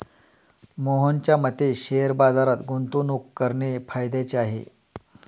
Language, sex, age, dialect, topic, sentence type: Marathi, male, 31-35, Standard Marathi, banking, statement